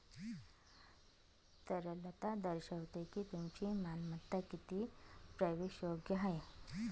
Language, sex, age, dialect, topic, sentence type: Marathi, female, 25-30, Northern Konkan, banking, statement